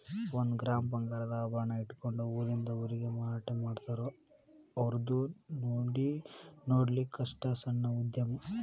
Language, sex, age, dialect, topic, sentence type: Kannada, male, 18-24, Dharwad Kannada, banking, statement